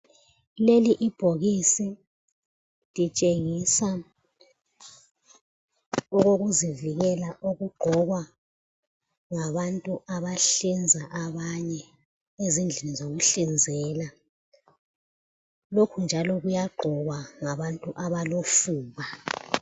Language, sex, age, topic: North Ndebele, female, 36-49, health